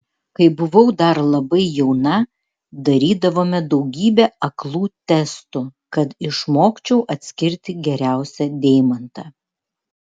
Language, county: Lithuanian, Vilnius